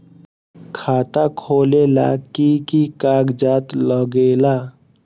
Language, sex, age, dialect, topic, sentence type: Magahi, male, 18-24, Western, banking, question